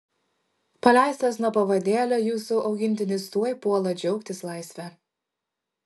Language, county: Lithuanian, Šiauliai